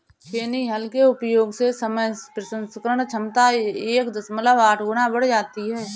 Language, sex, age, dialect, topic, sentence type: Hindi, female, 31-35, Awadhi Bundeli, agriculture, statement